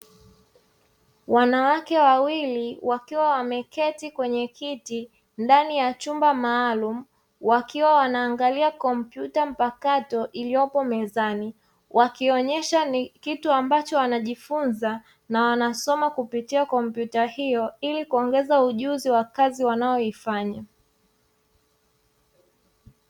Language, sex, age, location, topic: Swahili, female, 25-35, Dar es Salaam, education